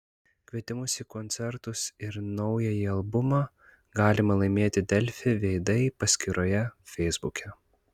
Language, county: Lithuanian, Klaipėda